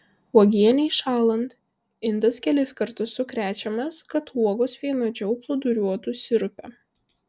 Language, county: Lithuanian, Vilnius